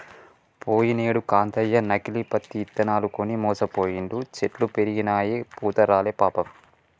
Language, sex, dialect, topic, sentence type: Telugu, male, Telangana, agriculture, statement